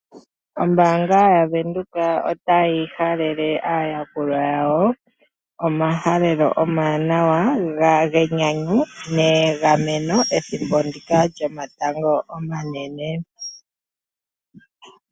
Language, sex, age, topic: Oshiwambo, male, 25-35, finance